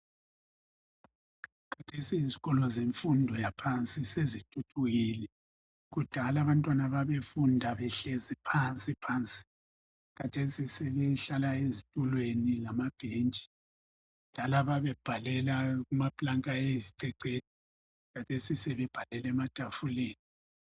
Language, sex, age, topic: North Ndebele, male, 50+, education